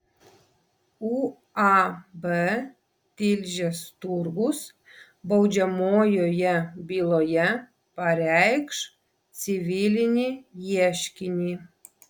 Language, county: Lithuanian, Vilnius